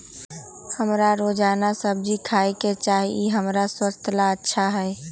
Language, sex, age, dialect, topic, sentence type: Magahi, female, 18-24, Western, agriculture, statement